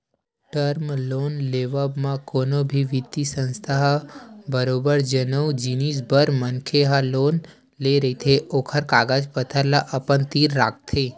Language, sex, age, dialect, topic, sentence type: Chhattisgarhi, male, 18-24, Western/Budati/Khatahi, banking, statement